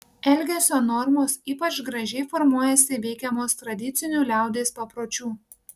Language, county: Lithuanian, Panevėžys